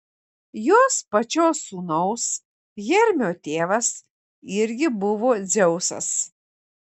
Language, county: Lithuanian, Kaunas